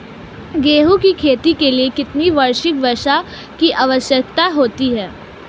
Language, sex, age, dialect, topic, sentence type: Hindi, female, 18-24, Marwari Dhudhari, agriculture, question